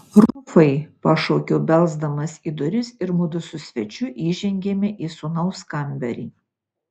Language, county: Lithuanian, Utena